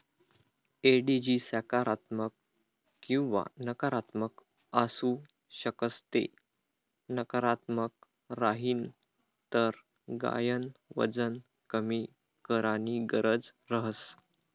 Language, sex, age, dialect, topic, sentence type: Marathi, male, 18-24, Northern Konkan, agriculture, statement